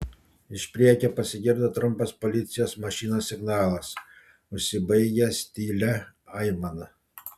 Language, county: Lithuanian, Panevėžys